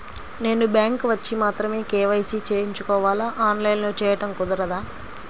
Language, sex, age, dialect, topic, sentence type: Telugu, female, 25-30, Central/Coastal, banking, question